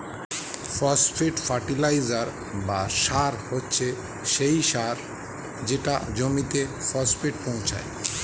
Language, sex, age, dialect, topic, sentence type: Bengali, male, 41-45, Standard Colloquial, agriculture, statement